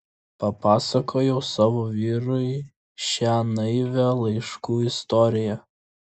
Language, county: Lithuanian, Klaipėda